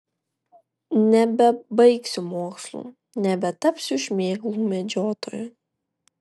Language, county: Lithuanian, Vilnius